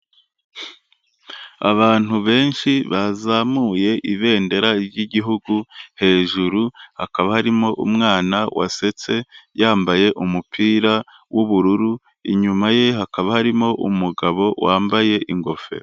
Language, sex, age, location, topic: Kinyarwanda, male, 25-35, Kigali, health